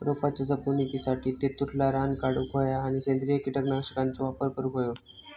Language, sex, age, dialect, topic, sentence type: Marathi, male, 18-24, Southern Konkan, agriculture, statement